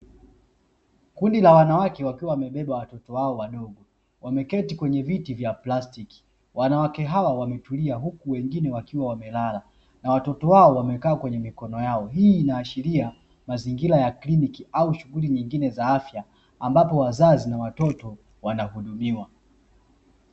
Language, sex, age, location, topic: Swahili, male, 25-35, Dar es Salaam, health